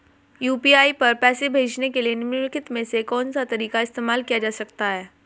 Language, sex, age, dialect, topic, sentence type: Hindi, female, 18-24, Hindustani Malvi Khadi Boli, banking, question